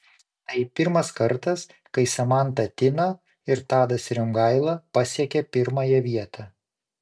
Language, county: Lithuanian, Panevėžys